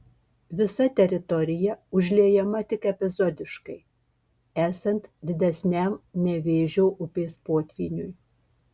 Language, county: Lithuanian, Marijampolė